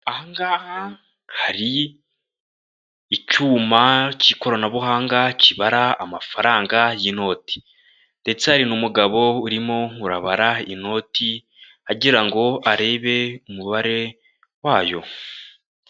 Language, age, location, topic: Kinyarwanda, 18-24, Kigali, finance